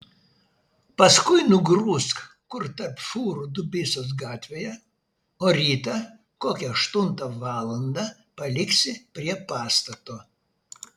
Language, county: Lithuanian, Vilnius